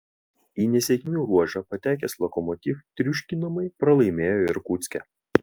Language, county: Lithuanian, Vilnius